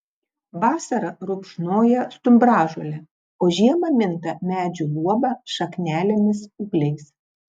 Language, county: Lithuanian, Klaipėda